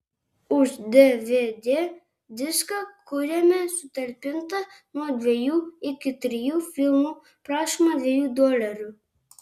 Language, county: Lithuanian, Kaunas